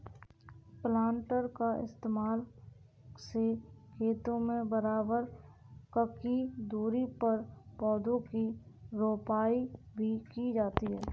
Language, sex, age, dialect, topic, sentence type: Hindi, female, 18-24, Kanauji Braj Bhasha, agriculture, statement